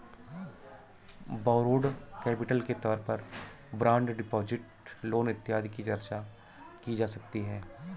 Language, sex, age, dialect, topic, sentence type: Hindi, male, 36-40, Awadhi Bundeli, banking, statement